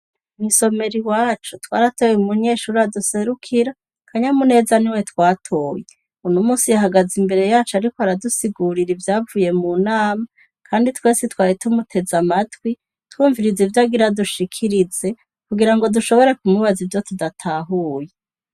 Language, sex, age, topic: Rundi, female, 36-49, education